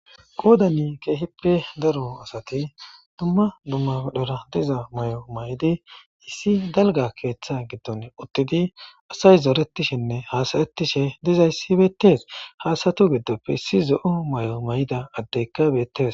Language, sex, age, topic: Gamo, male, 25-35, government